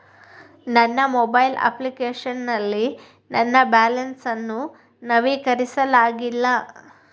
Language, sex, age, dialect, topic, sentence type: Kannada, female, 25-30, Dharwad Kannada, banking, statement